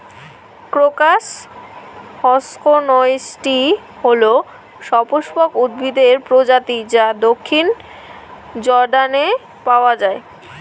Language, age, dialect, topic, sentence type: Bengali, 18-24, Rajbangshi, agriculture, question